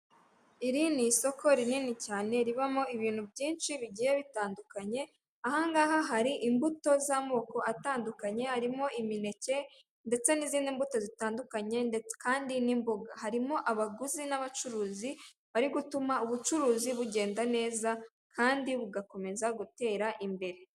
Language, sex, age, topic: Kinyarwanda, female, 18-24, finance